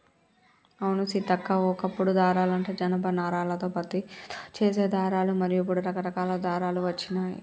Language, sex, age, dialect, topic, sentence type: Telugu, female, 25-30, Telangana, agriculture, statement